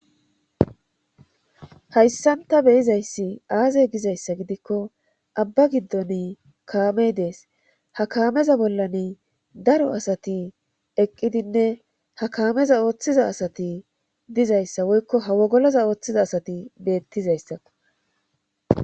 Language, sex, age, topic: Gamo, female, 18-24, government